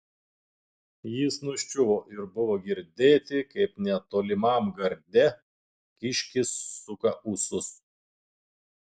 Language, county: Lithuanian, Klaipėda